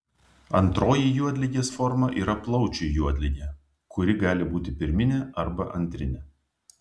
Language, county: Lithuanian, Vilnius